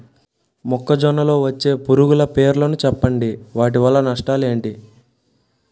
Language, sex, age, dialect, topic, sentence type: Telugu, male, 18-24, Utterandhra, agriculture, question